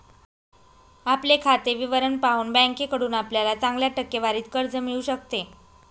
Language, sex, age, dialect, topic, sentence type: Marathi, female, 25-30, Northern Konkan, banking, statement